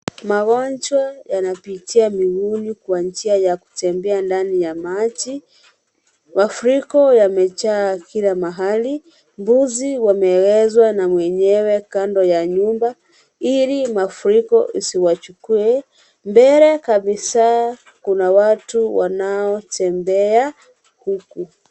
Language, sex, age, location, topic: Swahili, female, 25-35, Kisii, health